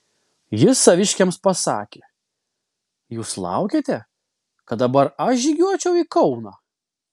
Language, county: Lithuanian, Vilnius